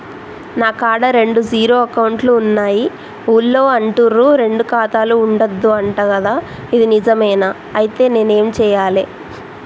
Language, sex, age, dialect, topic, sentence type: Telugu, male, 18-24, Telangana, banking, question